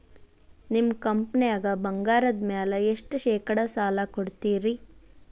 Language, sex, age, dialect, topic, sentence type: Kannada, female, 18-24, Dharwad Kannada, banking, question